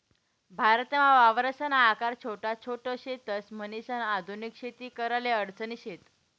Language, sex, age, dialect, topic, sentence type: Marathi, female, 18-24, Northern Konkan, agriculture, statement